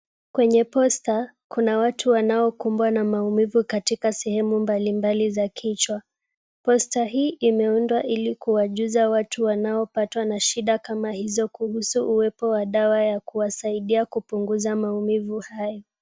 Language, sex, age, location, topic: Swahili, female, 18-24, Kisumu, health